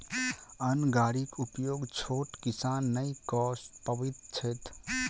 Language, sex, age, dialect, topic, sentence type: Maithili, male, 25-30, Southern/Standard, agriculture, statement